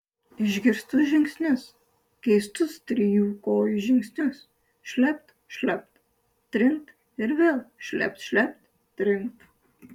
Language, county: Lithuanian, Klaipėda